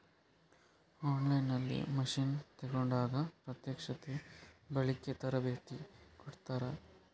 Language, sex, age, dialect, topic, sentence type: Kannada, male, 25-30, Coastal/Dakshin, agriculture, question